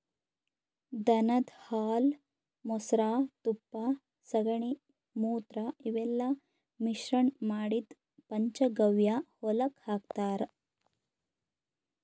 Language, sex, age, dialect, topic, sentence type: Kannada, female, 31-35, Northeastern, agriculture, statement